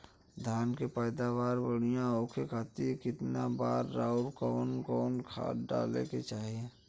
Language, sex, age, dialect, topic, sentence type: Bhojpuri, male, 25-30, Western, agriculture, question